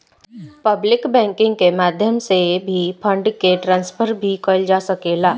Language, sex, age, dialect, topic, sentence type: Bhojpuri, female, 18-24, Southern / Standard, banking, statement